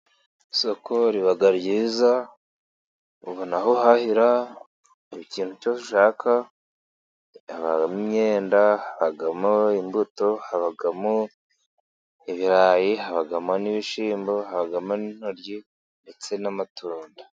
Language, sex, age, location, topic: Kinyarwanda, male, 36-49, Musanze, finance